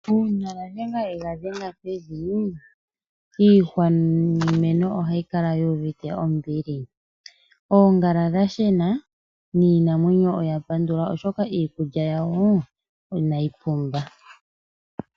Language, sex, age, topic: Oshiwambo, male, 25-35, agriculture